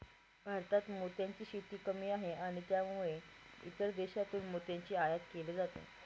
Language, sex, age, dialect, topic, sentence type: Marathi, female, 18-24, Northern Konkan, agriculture, statement